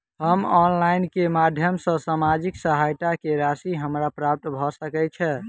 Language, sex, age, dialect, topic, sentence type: Maithili, male, 18-24, Southern/Standard, banking, question